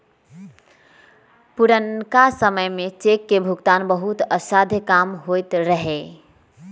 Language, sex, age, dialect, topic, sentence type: Magahi, female, 25-30, Western, banking, statement